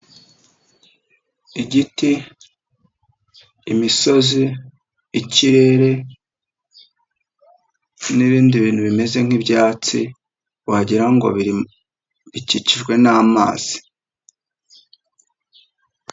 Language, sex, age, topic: Kinyarwanda, female, 50+, agriculture